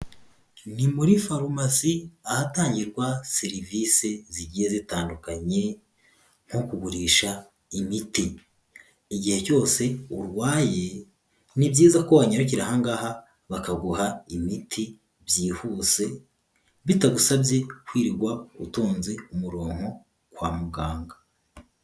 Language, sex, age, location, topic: Kinyarwanda, male, 18-24, Huye, health